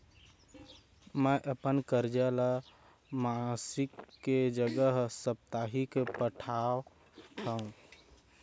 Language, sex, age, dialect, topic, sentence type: Chhattisgarhi, female, 56-60, Central, banking, statement